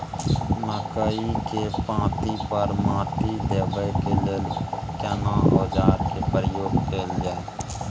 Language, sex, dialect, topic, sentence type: Maithili, male, Bajjika, agriculture, question